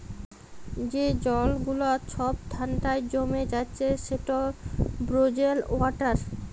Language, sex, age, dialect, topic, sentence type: Bengali, female, 25-30, Jharkhandi, agriculture, statement